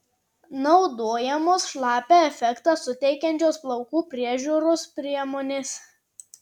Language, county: Lithuanian, Tauragė